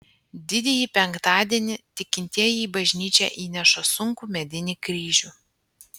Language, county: Lithuanian, Panevėžys